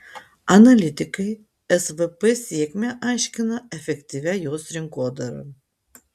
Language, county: Lithuanian, Utena